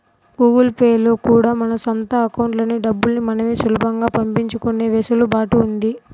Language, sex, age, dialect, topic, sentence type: Telugu, female, 25-30, Central/Coastal, banking, statement